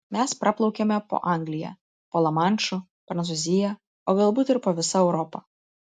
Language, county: Lithuanian, Vilnius